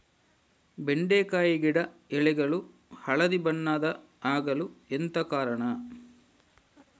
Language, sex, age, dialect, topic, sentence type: Kannada, male, 56-60, Coastal/Dakshin, agriculture, question